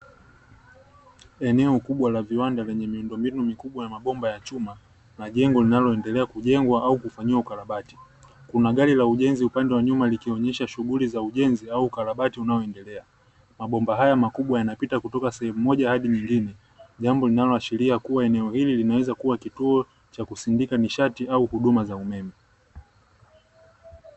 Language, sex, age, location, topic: Swahili, male, 18-24, Dar es Salaam, government